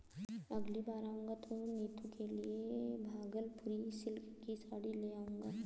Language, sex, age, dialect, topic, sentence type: Hindi, female, 18-24, Awadhi Bundeli, agriculture, statement